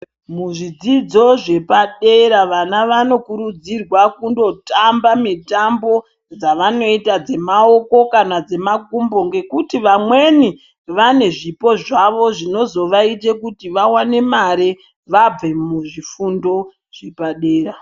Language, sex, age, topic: Ndau, female, 36-49, education